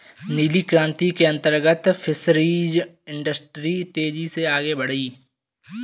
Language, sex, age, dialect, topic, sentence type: Hindi, male, 18-24, Kanauji Braj Bhasha, agriculture, statement